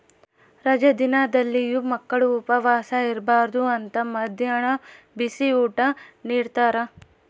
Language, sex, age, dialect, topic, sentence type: Kannada, female, 18-24, Central, agriculture, statement